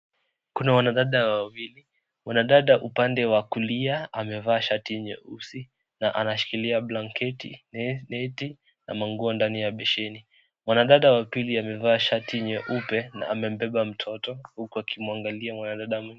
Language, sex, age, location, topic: Swahili, male, 18-24, Kisii, health